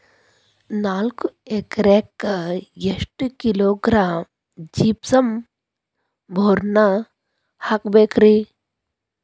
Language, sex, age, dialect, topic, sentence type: Kannada, female, 31-35, Dharwad Kannada, agriculture, question